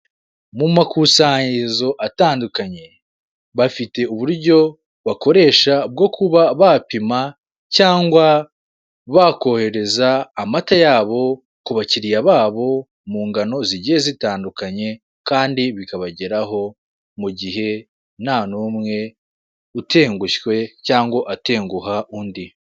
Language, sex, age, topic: Kinyarwanda, male, 18-24, finance